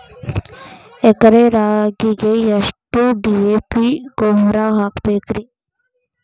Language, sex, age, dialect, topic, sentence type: Kannada, female, 18-24, Dharwad Kannada, agriculture, question